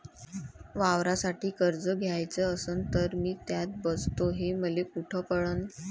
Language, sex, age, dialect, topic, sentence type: Marathi, female, 25-30, Varhadi, banking, question